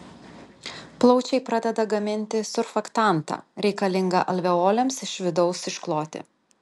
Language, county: Lithuanian, Telšiai